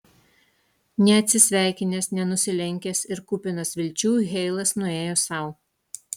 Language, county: Lithuanian, Utena